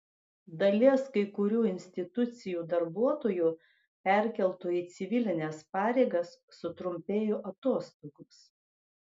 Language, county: Lithuanian, Klaipėda